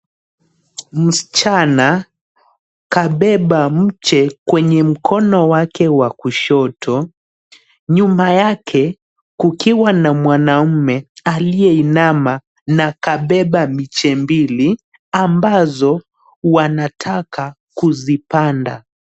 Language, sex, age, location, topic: Swahili, male, 18-24, Nairobi, government